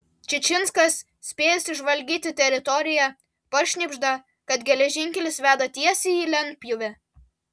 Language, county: Lithuanian, Vilnius